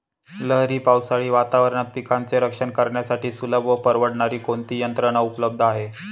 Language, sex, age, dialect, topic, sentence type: Marathi, male, 25-30, Northern Konkan, agriculture, question